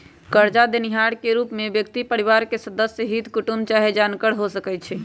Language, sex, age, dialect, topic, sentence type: Magahi, female, 25-30, Western, banking, statement